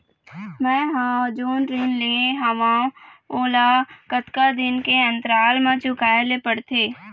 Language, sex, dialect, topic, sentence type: Chhattisgarhi, female, Eastern, banking, question